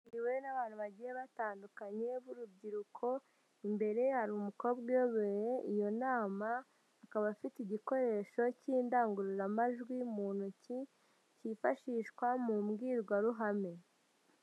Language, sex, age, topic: Kinyarwanda, female, 50+, government